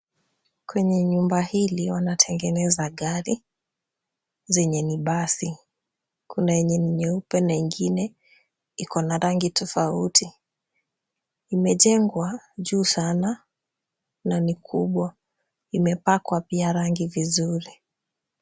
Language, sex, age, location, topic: Swahili, female, 18-24, Kisumu, finance